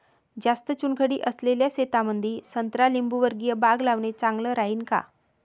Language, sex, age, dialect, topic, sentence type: Marathi, female, 36-40, Varhadi, agriculture, question